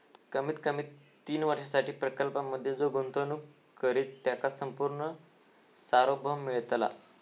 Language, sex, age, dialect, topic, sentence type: Marathi, male, 18-24, Southern Konkan, banking, statement